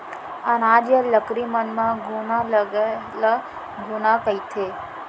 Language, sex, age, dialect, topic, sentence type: Chhattisgarhi, female, 18-24, Central, agriculture, statement